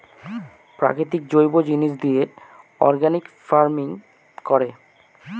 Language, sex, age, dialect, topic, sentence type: Bengali, male, 25-30, Northern/Varendri, agriculture, statement